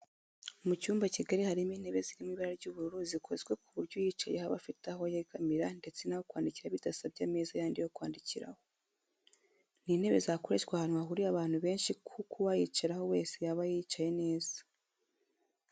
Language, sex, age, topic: Kinyarwanda, female, 25-35, education